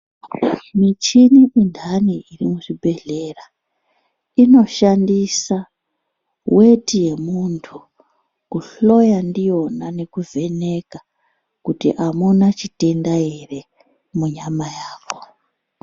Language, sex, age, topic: Ndau, male, 36-49, health